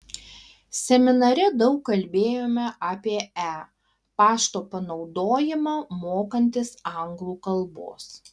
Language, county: Lithuanian, Alytus